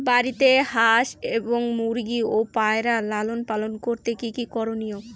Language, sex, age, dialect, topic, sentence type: Bengali, female, <18, Rajbangshi, agriculture, question